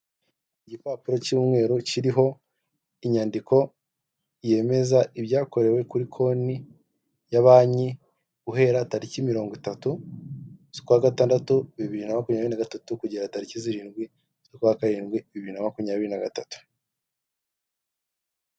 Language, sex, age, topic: Kinyarwanda, male, 18-24, finance